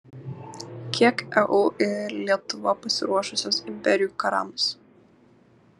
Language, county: Lithuanian, Kaunas